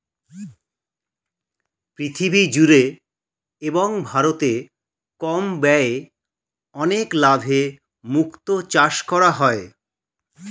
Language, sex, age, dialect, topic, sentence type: Bengali, male, 51-55, Standard Colloquial, agriculture, statement